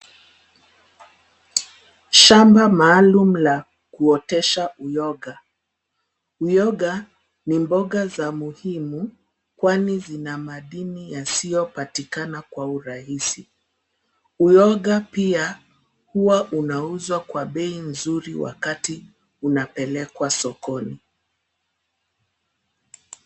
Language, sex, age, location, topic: Swahili, female, 50+, Nairobi, agriculture